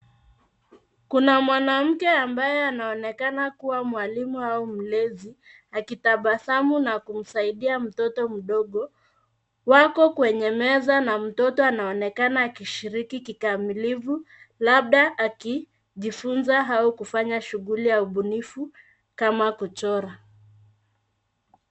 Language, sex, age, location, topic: Swahili, female, 25-35, Nairobi, education